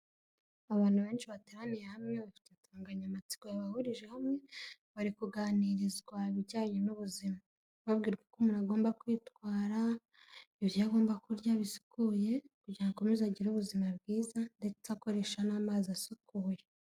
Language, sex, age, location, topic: Kinyarwanda, female, 18-24, Kigali, health